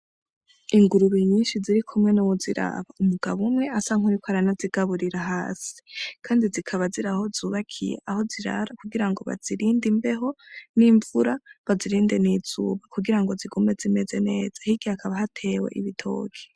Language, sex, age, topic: Rundi, female, 18-24, agriculture